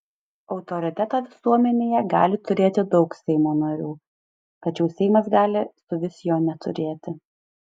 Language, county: Lithuanian, Alytus